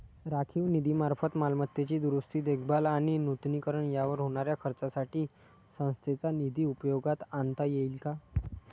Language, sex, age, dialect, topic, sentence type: Marathi, male, 51-55, Standard Marathi, banking, question